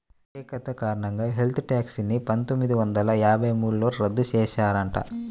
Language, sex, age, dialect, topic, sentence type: Telugu, male, 31-35, Central/Coastal, banking, statement